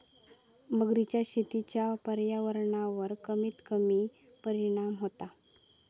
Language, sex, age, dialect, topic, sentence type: Marathi, female, 18-24, Southern Konkan, agriculture, statement